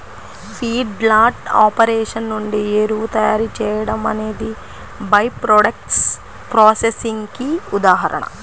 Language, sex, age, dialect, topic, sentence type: Telugu, female, 25-30, Central/Coastal, agriculture, statement